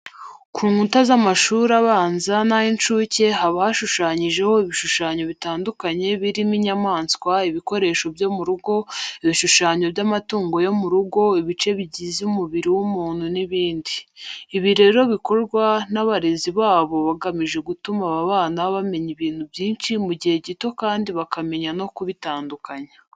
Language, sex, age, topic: Kinyarwanda, female, 25-35, education